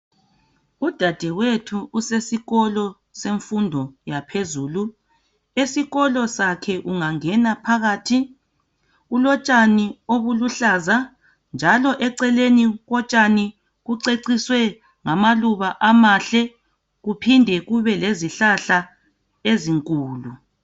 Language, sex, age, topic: North Ndebele, female, 36-49, education